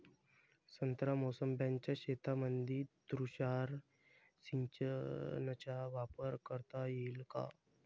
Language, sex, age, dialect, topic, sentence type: Marathi, male, 25-30, Varhadi, agriculture, question